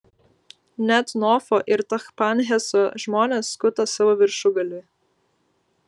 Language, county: Lithuanian, Vilnius